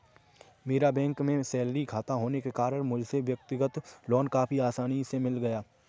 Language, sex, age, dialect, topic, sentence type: Hindi, male, 25-30, Kanauji Braj Bhasha, banking, statement